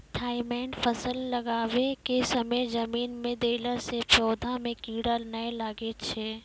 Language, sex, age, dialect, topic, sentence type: Maithili, female, 25-30, Angika, agriculture, question